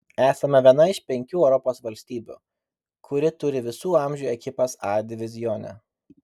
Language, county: Lithuanian, Vilnius